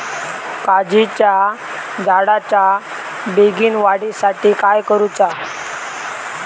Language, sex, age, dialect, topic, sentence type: Marathi, male, 18-24, Southern Konkan, agriculture, question